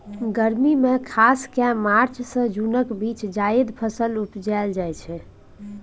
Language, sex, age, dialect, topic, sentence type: Maithili, female, 18-24, Bajjika, agriculture, statement